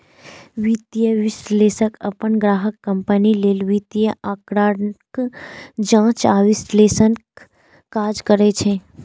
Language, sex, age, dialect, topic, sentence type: Maithili, female, 18-24, Eastern / Thethi, banking, statement